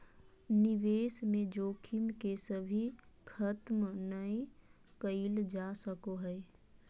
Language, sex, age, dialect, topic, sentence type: Magahi, female, 25-30, Southern, banking, statement